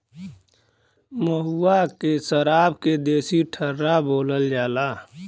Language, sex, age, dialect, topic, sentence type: Bhojpuri, male, 25-30, Western, agriculture, statement